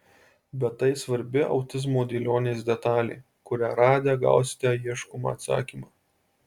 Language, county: Lithuanian, Marijampolė